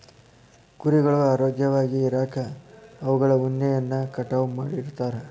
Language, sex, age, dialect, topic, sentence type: Kannada, male, 18-24, Dharwad Kannada, agriculture, statement